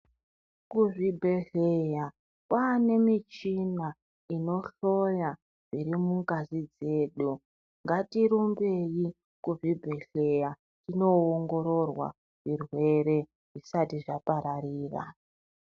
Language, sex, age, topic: Ndau, female, 36-49, health